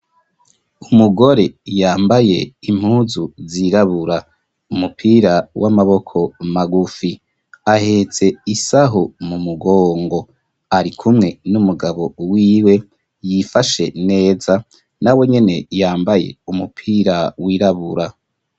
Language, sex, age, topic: Rundi, male, 25-35, education